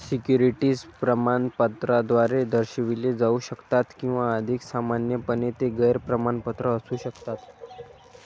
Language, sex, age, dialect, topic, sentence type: Marathi, female, 18-24, Varhadi, banking, statement